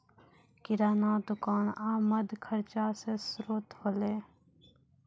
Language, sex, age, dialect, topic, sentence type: Maithili, female, 18-24, Angika, agriculture, statement